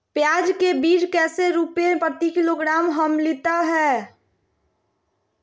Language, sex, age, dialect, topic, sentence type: Magahi, female, 18-24, Southern, agriculture, question